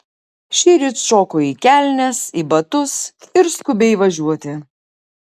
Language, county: Lithuanian, Šiauliai